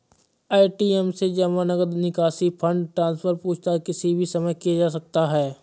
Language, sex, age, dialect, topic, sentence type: Hindi, male, 25-30, Awadhi Bundeli, banking, statement